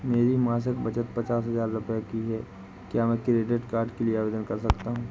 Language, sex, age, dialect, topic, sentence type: Hindi, male, 18-24, Awadhi Bundeli, banking, question